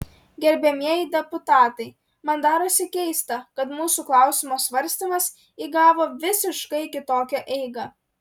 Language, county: Lithuanian, Klaipėda